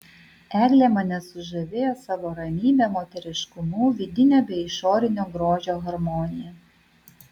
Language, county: Lithuanian, Vilnius